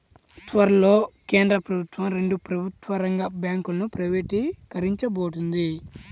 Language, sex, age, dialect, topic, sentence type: Telugu, male, 18-24, Central/Coastal, banking, statement